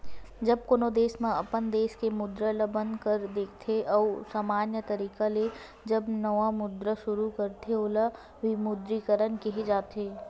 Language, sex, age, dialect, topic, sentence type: Chhattisgarhi, female, 18-24, Western/Budati/Khatahi, banking, statement